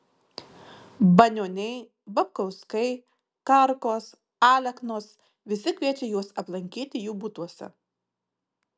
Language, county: Lithuanian, Marijampolė